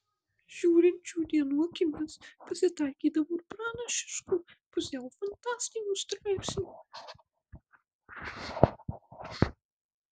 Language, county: Lithuanian, Marijampolė